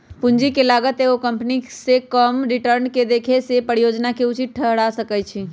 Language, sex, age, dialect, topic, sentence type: Magahi, female, 31-35, Western, banking, statement